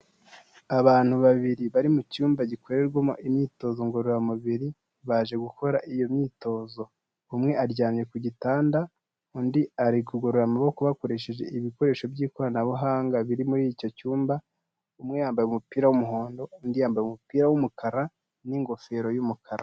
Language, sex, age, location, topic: Kinyarwanda, male, 18-24, Kigali, health